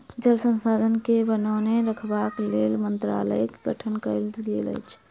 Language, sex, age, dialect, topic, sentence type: Maithili, female, 51-55, Southern/Standard, agriculture, statement